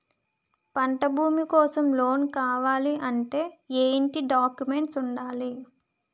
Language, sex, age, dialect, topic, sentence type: Telugu, female, 25-30, Utterandhra, banking, question